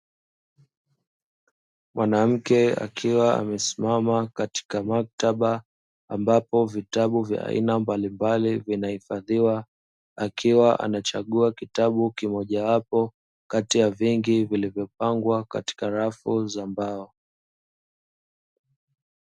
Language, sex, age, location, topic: Swahili, male, 25-35, Dar es Salaam, education